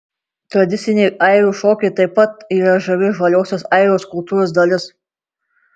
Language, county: Lithuanian, Marijampolė